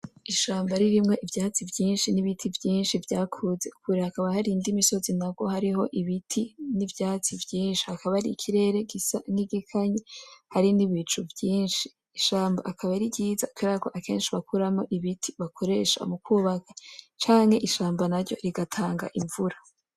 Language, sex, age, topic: Rundi, female, 18-24, agriculture